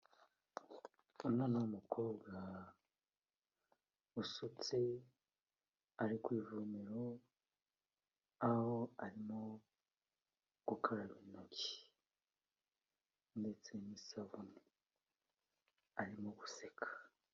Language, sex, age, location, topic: Kinyarwanda, male, 36-49, Kigali, health